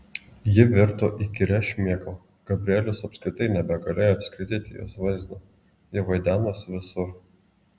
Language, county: Lithuanian, Klaipėda